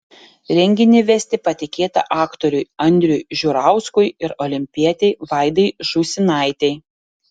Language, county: Lithuanian, Panevėžys